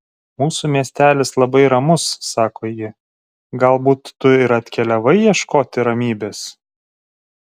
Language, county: Lithuanian, Vilnius